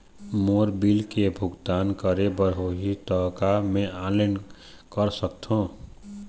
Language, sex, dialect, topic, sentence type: Chhattisgarhi, male, Eastern, banking, question